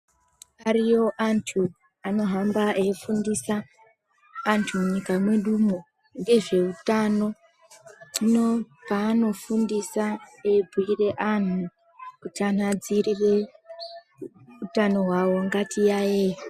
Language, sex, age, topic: Ndau, female, 25-35, health